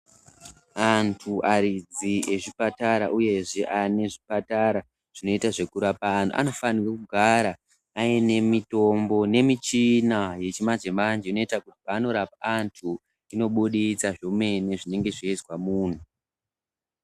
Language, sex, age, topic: Ndau, male, 18-24, health